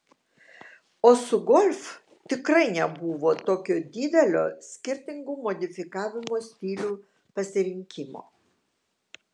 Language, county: Lithuanian, Vilnius